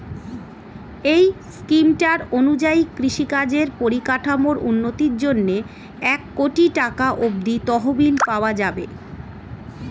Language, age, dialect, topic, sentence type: Bengali, 41-45, Standard Colloquial, agriculture, statement